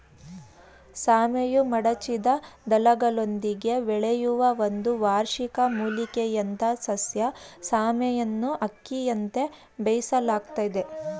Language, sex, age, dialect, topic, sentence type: Kannada, female, 31-35, Mysore Kannada, agriculture, statement